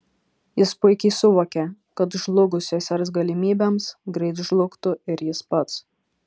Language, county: Lithuanian, Šiauliai